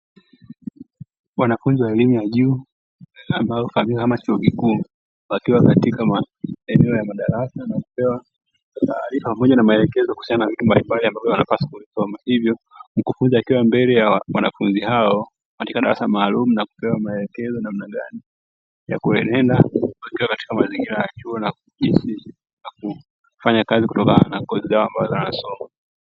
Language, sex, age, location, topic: Swahili, male, 25-35, Dar es Salaam, education